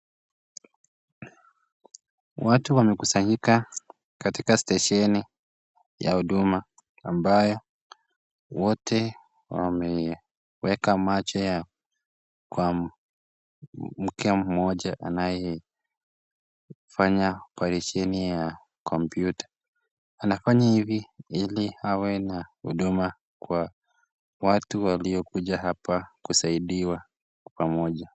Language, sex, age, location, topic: Swahili, male, 18-24, Nakuru, government